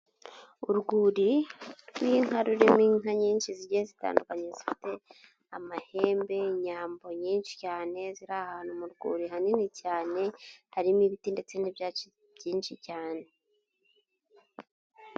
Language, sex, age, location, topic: Kinyarwanda, male, 25-35, Nyagatare, agriculture